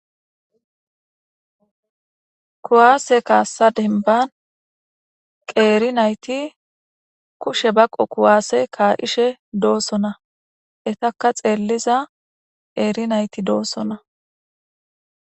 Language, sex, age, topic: Gamo, female, 18-24, government